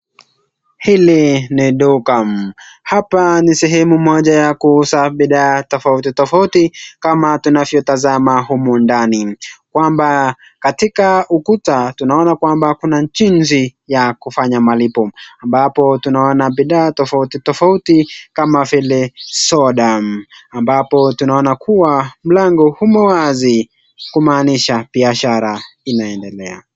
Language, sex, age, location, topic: Swahili, male, 18-24, Nakuru, finance